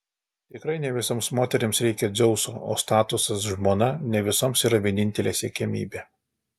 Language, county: Lithuanian, Alytus